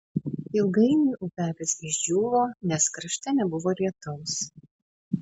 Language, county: Lithuanian, Panevėžys